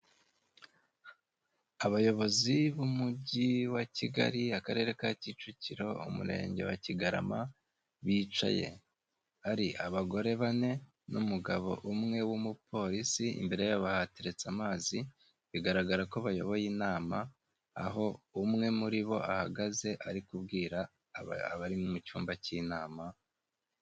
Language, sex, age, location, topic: Kinyarwanda, male, 25-35, Kigali, government